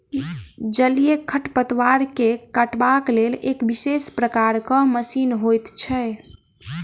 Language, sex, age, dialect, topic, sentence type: Maithili, female, 18-24, Southern/Standard, agriculture, statement